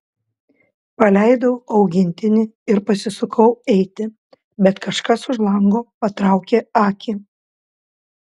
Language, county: Lithuanian, Panevėžys